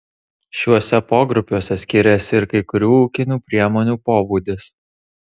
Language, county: Lithuanian, Tauragė